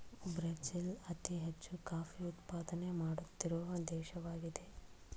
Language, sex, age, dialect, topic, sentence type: Kannada, female, 36-40, Mysore Kannada, agriculture, statement